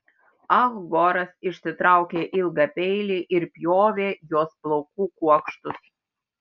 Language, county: Lithuanian, Vilnius